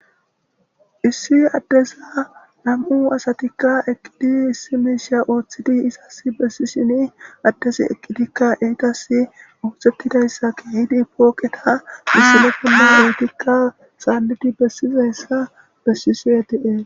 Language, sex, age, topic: Gamo, male, 18-24, government